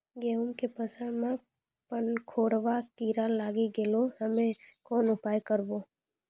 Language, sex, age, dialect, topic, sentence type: Maithili, female, 25-30, Angika, agriculture, question